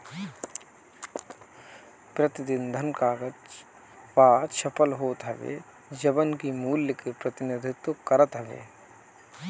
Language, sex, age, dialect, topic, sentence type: Bhojpuri, male, 36-40, Northern, banking, statement